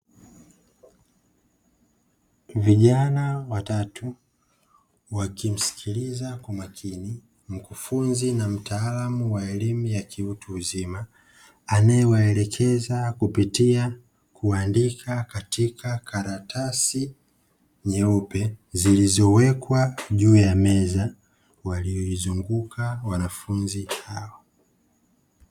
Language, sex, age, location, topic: Swahili, female, 18-24, Dar es Salaam, education